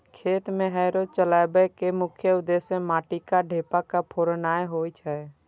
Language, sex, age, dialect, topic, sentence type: Maithili, male, 25-30, Eastern / Thethi, agriculture, statement